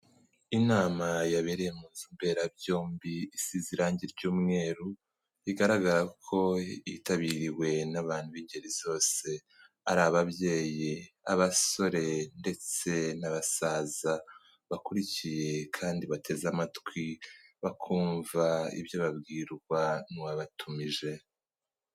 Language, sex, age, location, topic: Kinyarwanda, male, 18-24, Kigali, health